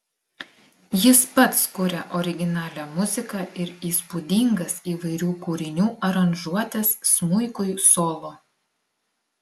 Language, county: Lithuanian, Klaipėda